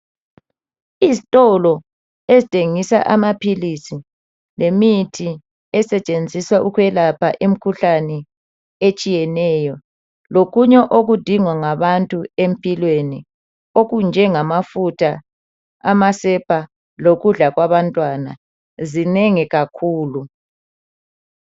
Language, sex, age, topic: North Ndebele, male, 36-49, health